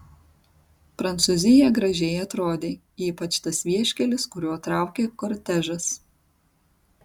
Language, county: Lithuanian, Tauragė